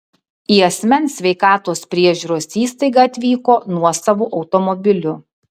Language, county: Lithuanian, Kaunas